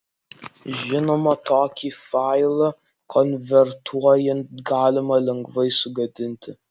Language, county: Lithuanian, Alytus